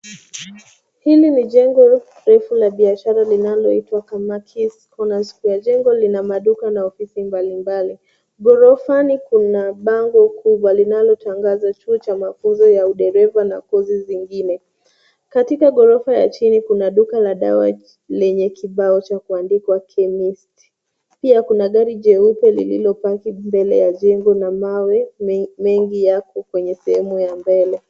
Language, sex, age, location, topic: Swahili, female, 18-24, Nairobi, finance